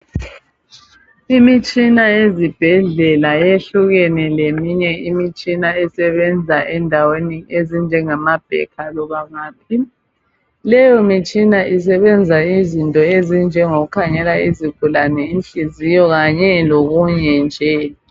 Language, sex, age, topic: North Ndebele, female, 50+, health